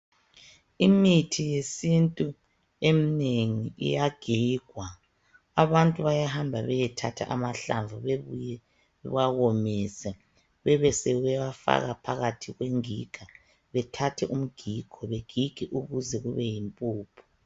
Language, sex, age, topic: North Ndebele, male, 36-49, health